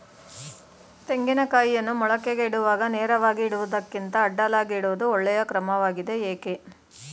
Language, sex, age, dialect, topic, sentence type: Kannada, female, 36-40, Mysore Kannada, agriculture, question